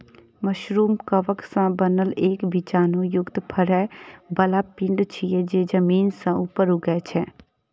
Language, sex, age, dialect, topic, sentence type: Maithili, female, 25-30, Eastern / Thethi, agriculture, statement